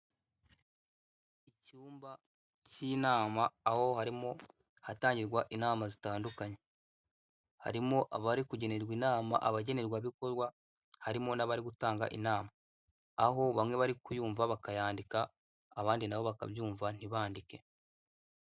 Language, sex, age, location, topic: Kinyarwanda, male, 18-24, Kigali, government